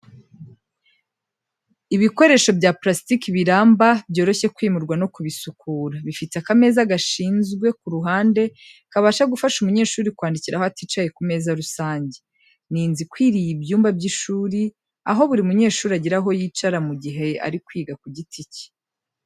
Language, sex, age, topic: Kinyarwanda, female, 25-35, education